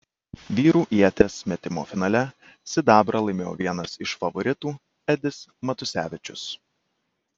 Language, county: Lithuanian, Kaunas